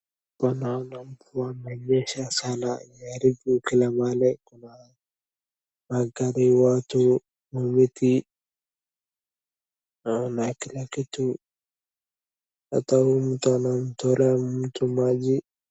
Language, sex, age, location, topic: Swahili, male, 18-24, Wajir, health